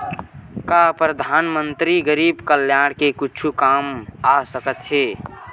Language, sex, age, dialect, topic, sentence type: Chhattisgarhi, male, 18-24, Western/Budati/Khatahi, banking, question